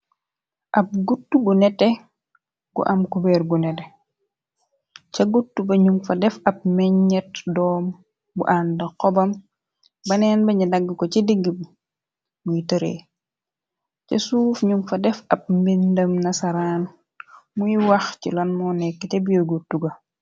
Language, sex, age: Wolof, female, 25-35